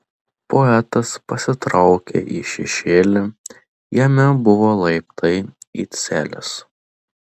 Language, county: Lithuanian, Telšiai